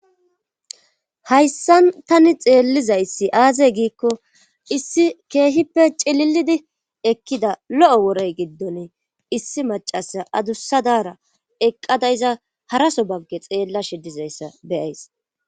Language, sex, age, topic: Gamo, female, 25-35, government